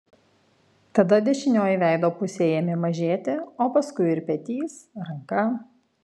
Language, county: Lithuanian, Kaunas